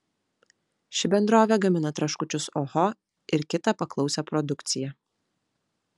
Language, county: Lithuanian, Vilnius